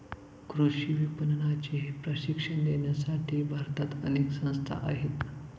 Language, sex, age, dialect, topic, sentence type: Marathi, male, 18-24, Standard Marathi, agriculture, statement